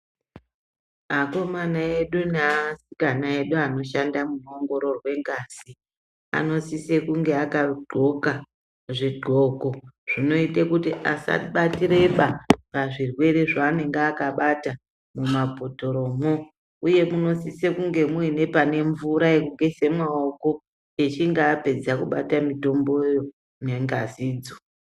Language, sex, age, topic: Ndau, male, 18-24, education